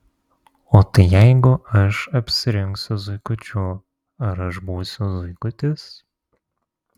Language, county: Lithuanian, Vilnius